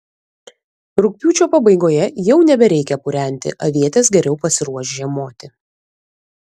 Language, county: Lithuanian, Vilnius